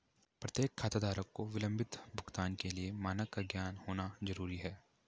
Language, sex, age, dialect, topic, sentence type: Hindi, male, 18-24, Garhwali, banking, statement